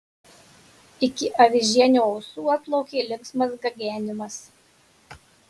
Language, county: Lithuanian, Marijampolė